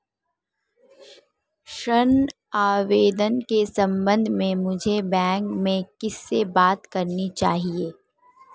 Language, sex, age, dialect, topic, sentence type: Hindi, female, 18-24, Marwari Dhudhari, banking, question